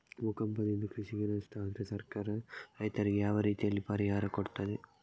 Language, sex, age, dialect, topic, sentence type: Kannada, male, 31-35, Coastal/Dakshin, agriculture, question